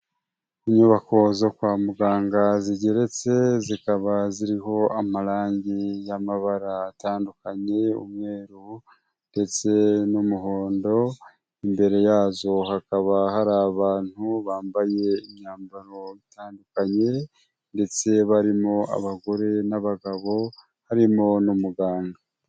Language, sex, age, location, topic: Kinyarwanda, male, 25-35, Huye, health